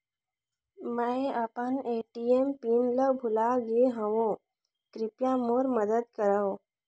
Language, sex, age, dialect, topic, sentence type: Chhattisgarhi, female, 46-50, Northern/Bhandar, banking, statement